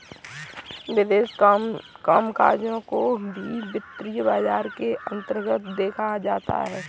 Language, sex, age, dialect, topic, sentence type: Hindi, female, 18-24, Kanauji Braj Bhasha, banking, statement